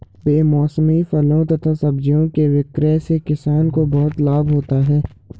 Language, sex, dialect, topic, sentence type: Hindi, male, Garhwali, agriculture, statement